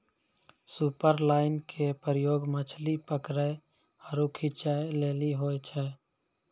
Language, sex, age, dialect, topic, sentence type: Maithili, male, 56-60, Angika, agriculture, statement